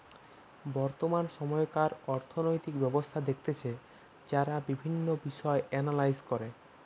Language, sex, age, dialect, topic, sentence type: Bengali, female, 25-30, Western, banking, statement